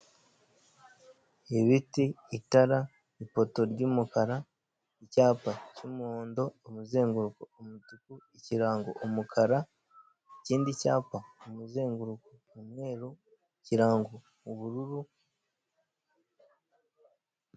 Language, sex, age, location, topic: Kinyarwanda, male, 18-24, Kigali, government